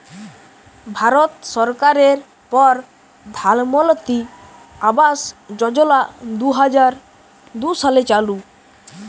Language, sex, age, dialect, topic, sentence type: Bengali, male, <18, Jharkhandi, banking, statement